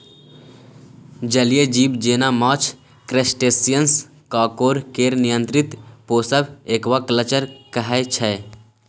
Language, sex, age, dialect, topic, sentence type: Maithili, male, 18-24, Bajjika, agriculture, statement